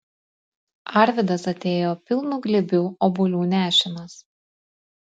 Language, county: Lithuanian, Klaipėda